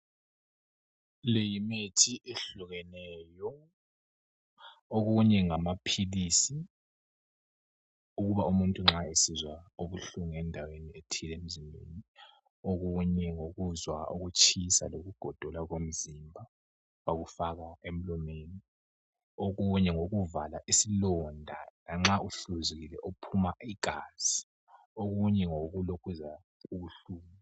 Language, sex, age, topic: North Ndebele, male, 18-24, health